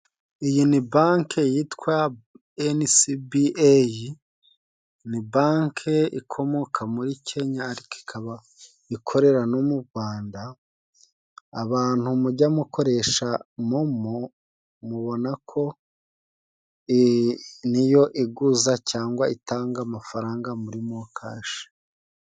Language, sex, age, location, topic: Kinyarwanda, male, 36-49, Musanze, finance